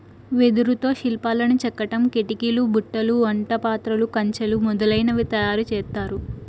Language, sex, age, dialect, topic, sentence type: Telugu, female, 18-24, Southern, agriculture, statement